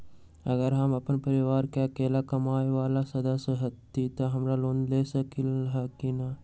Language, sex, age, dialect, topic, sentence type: Magahi, male, 18-24, Western, banking, question